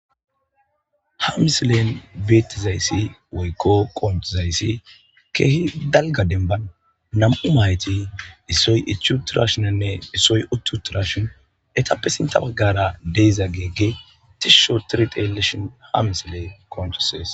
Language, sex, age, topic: Gamo, male, 25-35, agriculture